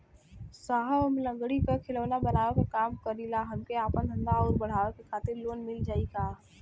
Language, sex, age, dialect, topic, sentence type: Bhojpuri, female, 18-24, Western, banking, question